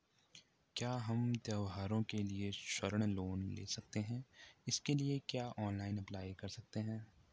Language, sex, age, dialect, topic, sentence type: Hindi, male, 18-24, Garhwali, banking, question